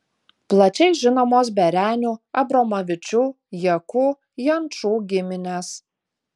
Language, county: Lithuanian, Utena